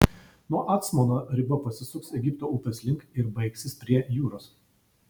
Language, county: Lithuanian, Vilnius